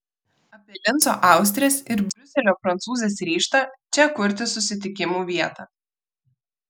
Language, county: Lithuanian, Vilnius